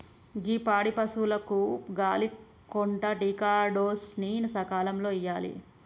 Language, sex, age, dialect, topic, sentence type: Telugu, female, 25-30, Telangana, agriculture, statement